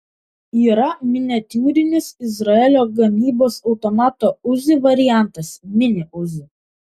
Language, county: Lithuanian, Vilnius